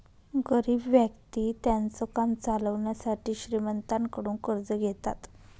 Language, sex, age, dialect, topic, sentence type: Marathi, female, 25-30, Northern Konkan, banking, statement